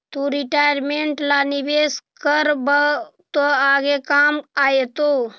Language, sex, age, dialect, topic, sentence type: Magahi, female, 60-100, Central/Standard, banking, statement